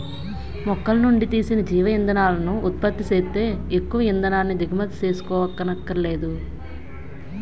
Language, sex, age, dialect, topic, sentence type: Telugu, female, 25-30, Utterandhra, agriculture, statement